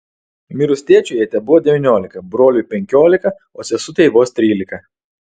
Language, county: Lithuanian, Telšiai